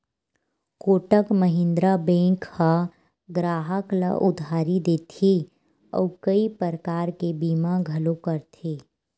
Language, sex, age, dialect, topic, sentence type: Chhattisgarhi, female, 18-24, Western/Budati/Khatahi, banking, statement